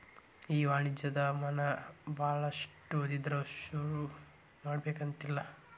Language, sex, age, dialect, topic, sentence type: Kannada, male, 46-50, Dharwad Kannada, banking, statement